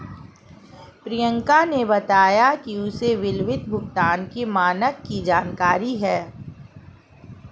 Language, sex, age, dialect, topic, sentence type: Hindi, female, 41-45, Marwari Dhudhari, banking, statement